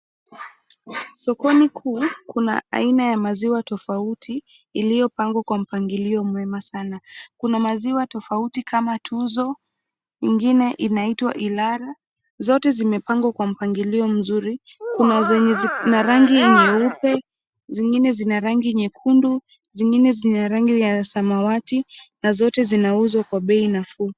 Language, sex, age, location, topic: Swahili, female, 25-35, Nairobi, finance